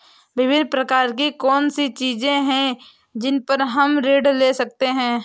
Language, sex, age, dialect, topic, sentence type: Hindi, female, 18-24, Awadhi Bundeli, banking, question